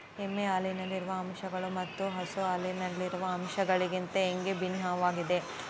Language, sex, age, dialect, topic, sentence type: Kannada, female, 18-24, Central, agriculture, question